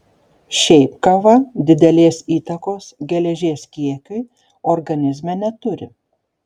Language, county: Lithuanian, Šiauliai